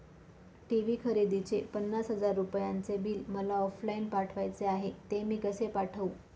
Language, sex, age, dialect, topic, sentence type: Marathi, female, 25-30, Northern Konkan, banking, question